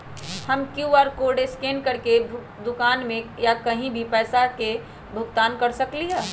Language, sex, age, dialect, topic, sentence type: Magahi, male, 18-24, Western, banking, question